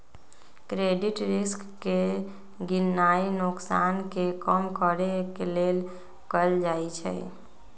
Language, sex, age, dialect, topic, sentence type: Magahi, female, 60-100, Western, banking, statement